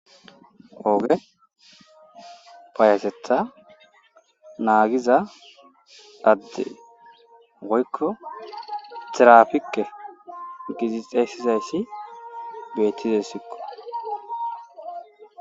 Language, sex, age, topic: Gamo, male, 18-24, government